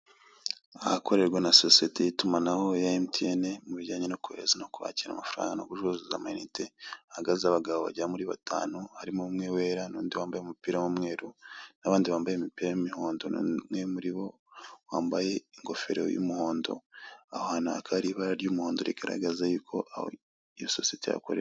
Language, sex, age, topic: Kinyarwanda, male, 25-35, finance